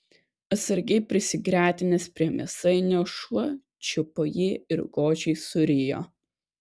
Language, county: Lithuanian, Kaunas